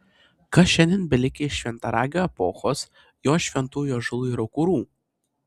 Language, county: Lithuanian, Panevėžys